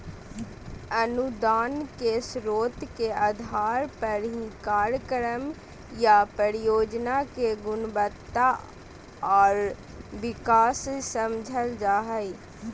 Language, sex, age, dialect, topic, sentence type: Magahi, female, 18-24, Southern, banking, statement